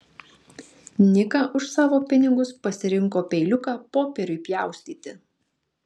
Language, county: Lithuanian, Marijampolė